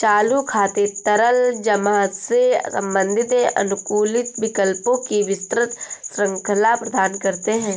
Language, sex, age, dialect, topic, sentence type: Hindi, female, 25-30, Awadhi Bundeli, banking, statement